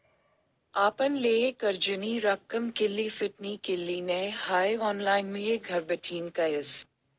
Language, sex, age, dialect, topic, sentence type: Marathi, female, 31-35, Northern Konkan, banking, statement